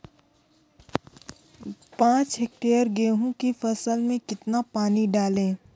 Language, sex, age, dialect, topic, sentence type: Hindi, female, 25-30, Kanauji Braj Bhasha, agriculture, question